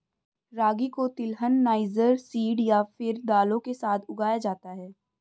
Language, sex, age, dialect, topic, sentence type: Hindi, female, 18-24, Hindustani Malvi Khadi Boli, agriculture, statement